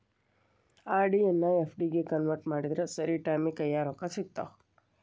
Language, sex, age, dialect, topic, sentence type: Kannada, female, 36-40, Dharwad Kannada, banking, statement